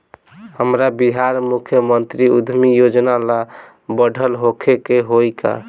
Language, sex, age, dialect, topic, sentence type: Bhojpuri, male, <18, Northern, banking, question